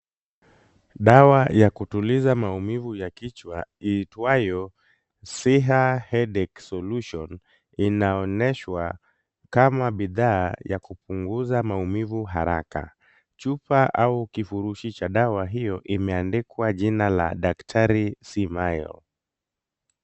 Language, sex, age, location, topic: Swahili, male, 25-35, Kisumu, health